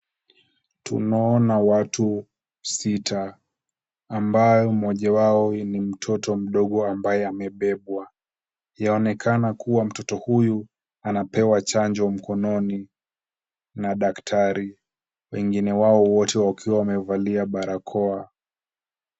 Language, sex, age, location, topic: Swahili, male, 18-24, Kisumu, health